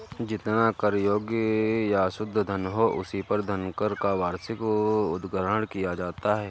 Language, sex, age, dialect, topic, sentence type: Hindi, male, 18-24, Awadhi Bundeli, banking, statement